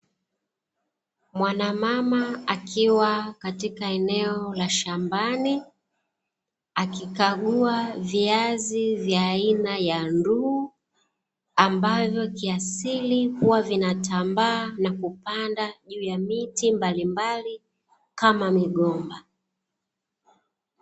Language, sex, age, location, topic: Swahili, female, 25-35, Dar es Salaam, health